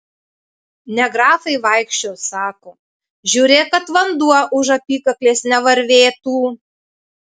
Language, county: Lithuanian, Marijampolė